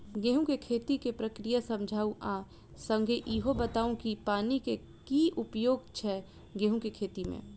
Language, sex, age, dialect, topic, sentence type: Maithili, female, 25-30, Southern/Standard, agriculture, question